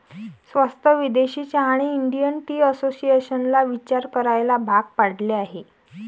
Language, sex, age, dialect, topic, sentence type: Marathi, female, 18-24, Varhadi, agriculture, statement